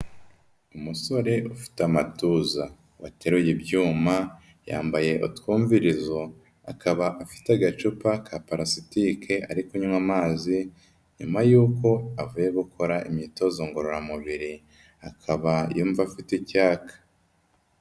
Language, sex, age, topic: Kinyarwanda, female, 18-24, health